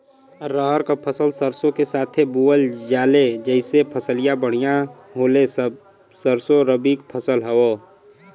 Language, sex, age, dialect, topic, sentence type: Bhojpuri, male, 18-24, Western, agriculture, question